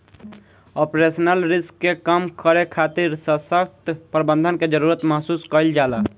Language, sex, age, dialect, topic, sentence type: Bhojpuri, male, 18-24, Southern / Standard, banking, statement